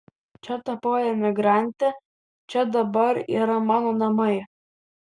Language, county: Lithuanian, Vilnius